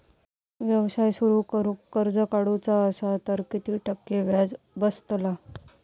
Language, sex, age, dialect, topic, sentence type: Marathi, female, 31-35, Southern Konkan, banking, question